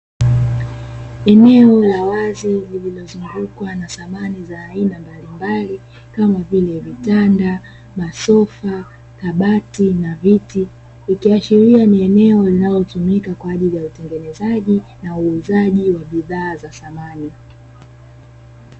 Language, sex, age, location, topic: Swahili, female, 18-24, Dar es Salaam, finance